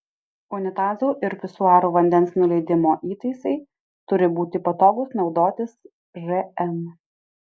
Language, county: Lithuanian, Alytus